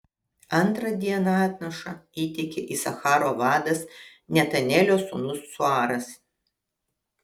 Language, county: Lithuanian, Kaunas